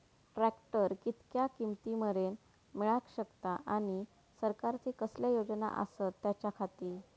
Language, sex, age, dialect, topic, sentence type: Marathi, female, 18-24, Southern Konkan, agriculture, question